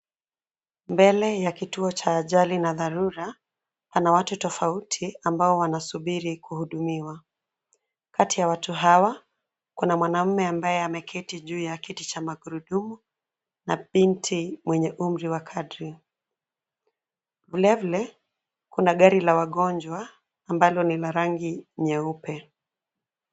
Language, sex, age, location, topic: Swahili, female, 25-35, Nairobi, health